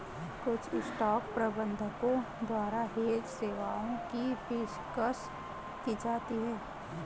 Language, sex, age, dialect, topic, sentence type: Hindi, female, 18-24, Kanauji Braj Bhasha, banking, statement